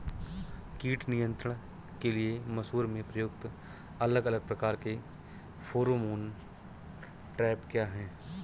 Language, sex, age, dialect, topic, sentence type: Hindi, male, 46-50, Awadhi Bundeli, agriculture, question